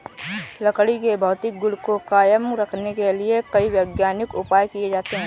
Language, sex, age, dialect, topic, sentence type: Hindi, female, 18-24, Awadhi Bundeli, agriculture, statement